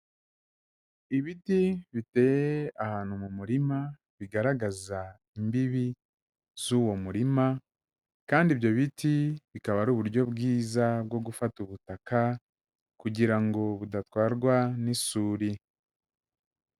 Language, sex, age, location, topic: Kinyarwanda, male, 36-49, Kigali, agriculture